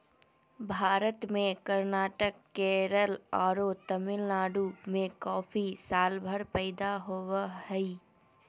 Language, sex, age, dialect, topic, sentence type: Magahi, female, 18-24, Southern, agriculture, statement